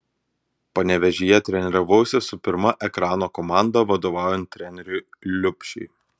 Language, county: Lithuanian, Kaunas